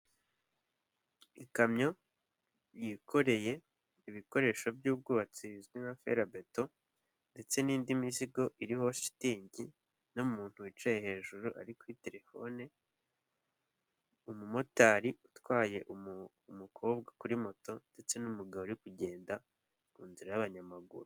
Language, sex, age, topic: Kinyarwanda, male, 18-24, government